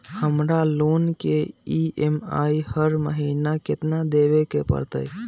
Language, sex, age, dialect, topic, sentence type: Magahi, male, 18-24, Western, banking, question